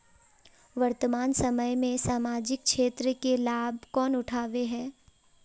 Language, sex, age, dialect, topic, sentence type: Magahi, male, 18-24, Northeastern/Surjapuri, banking, question